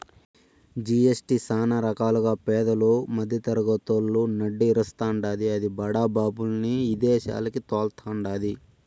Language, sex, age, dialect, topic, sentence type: Telugu, male, 18-24, Southern, banking, statement